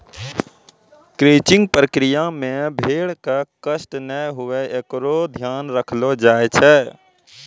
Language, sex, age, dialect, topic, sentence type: Maithili, male, 25-30, Angika, agriculture, statement